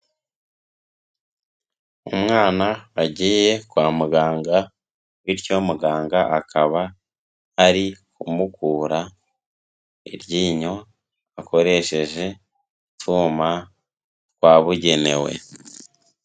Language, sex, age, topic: Kinyarwanda, male, 18-24, health